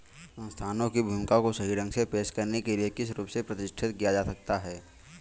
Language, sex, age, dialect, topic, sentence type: Hindi, male, 18-24, Kanauji Braj Bhasha, banking, statement